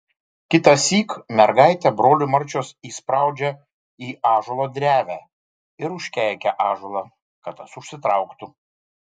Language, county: Lithuanian, Vilnius